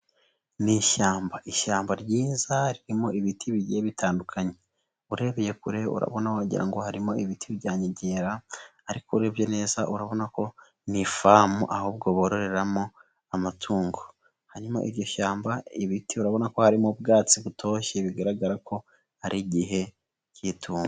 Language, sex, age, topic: Kinyarwanda, male, 18-24, agriculture